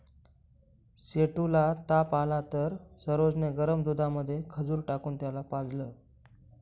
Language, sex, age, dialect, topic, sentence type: Marathi, male, 25-30, Northern Konkan, agriculture, statement